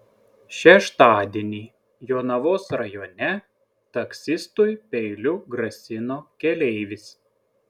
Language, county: Lithuanian, Klaipėda